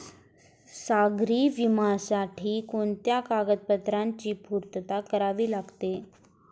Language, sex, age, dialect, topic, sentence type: Marathi, female, 18-24, Standard Marathi, banking, question